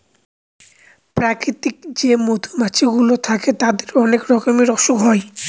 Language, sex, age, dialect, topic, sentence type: Bengali, male, 25-30, Northern/Varendri, agriculture, statement